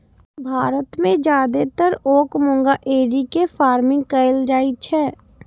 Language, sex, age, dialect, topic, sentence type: Maithili, female, 18-24, Eastern / Thethi, agriculture, statement